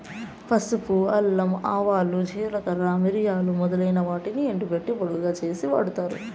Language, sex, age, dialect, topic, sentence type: Telugu, female, 18-24, Southern, agriculture, statement